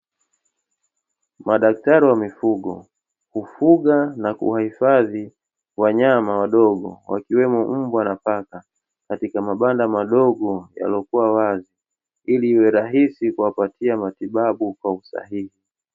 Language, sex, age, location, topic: Swahili, male, 36-49, Dar es Salaam, agriculture